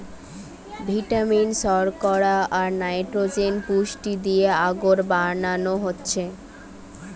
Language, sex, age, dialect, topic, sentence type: Bengali, female, 18-24, Western, agriculture, statement